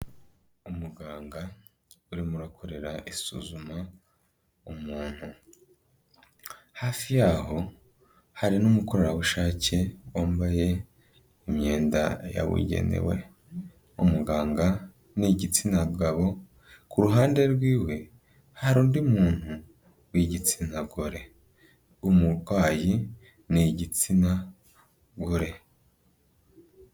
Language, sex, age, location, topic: Kinyarwanda, male, 25-35, Kigali, health